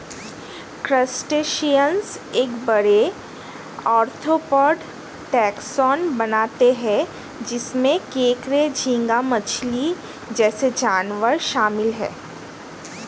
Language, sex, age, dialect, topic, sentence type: Hindi, female, 31-35, Hindustani Malvi Khadi Boli, agriculture, statement